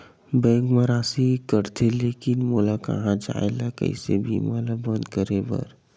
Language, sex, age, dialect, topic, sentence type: Chhattisgarhi, male, 46-50, Western/Budati/Khatahi, banking, question